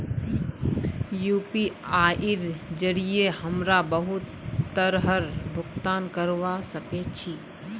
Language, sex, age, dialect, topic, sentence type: Magahi, female, 25-30, Northeastern/Surjapuri, banking, statement